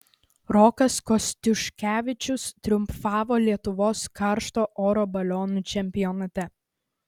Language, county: Lithuanian, Vilnius